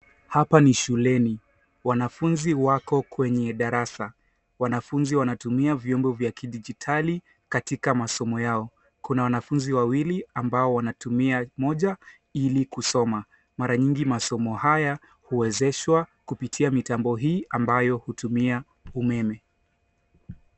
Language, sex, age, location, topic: Swahili, male, 18-24, Nairobi, education